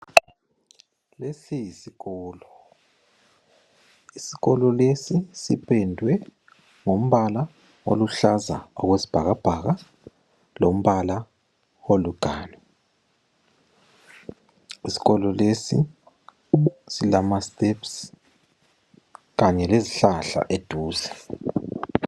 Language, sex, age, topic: North Ndebele, male, 25-35, education